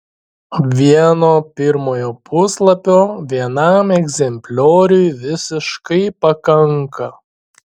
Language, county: Lithuanian, Šiauliai